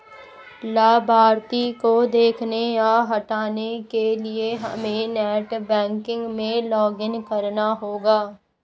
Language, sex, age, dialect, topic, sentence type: Hindi, female, 51-55, Hindustani Malvi Khadi Boli, banking, statement